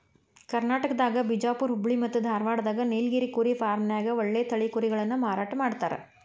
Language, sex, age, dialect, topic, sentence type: Kannada, female, 41-45, Dharwad Kannada, agriculture, statement